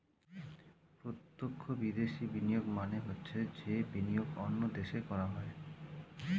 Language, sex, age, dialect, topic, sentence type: Bengali, male, 25-30, Standard Colloquial, banking, statement